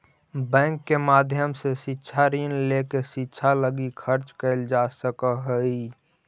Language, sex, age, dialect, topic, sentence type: Magahi, male, 18-24, Central/Standard, banking, statement